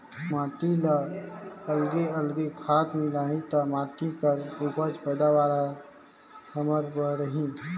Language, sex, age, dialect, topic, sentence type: Chhattisgarhi, male, 25-30, Northern/Bhandar, agriculture, statement